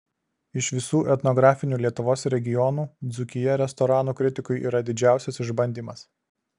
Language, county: Lithuanian, Alytus